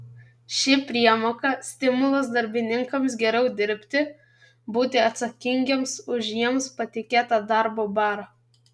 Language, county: Lithuanian, Kaunas